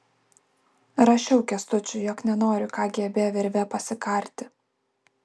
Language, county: Lithuanian, Alytus